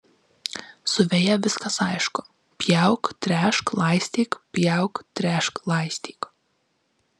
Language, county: Lithuanian, Marijampolė